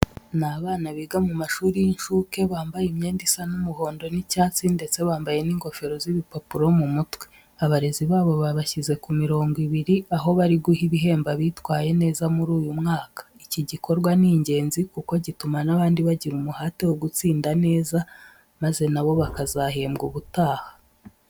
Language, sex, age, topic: Kinyarwanda, female, 18-24, education